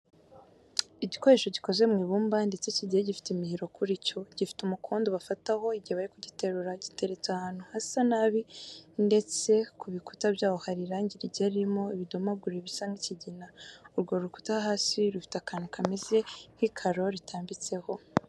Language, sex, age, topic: Kinyarwanda, female, 18-24, education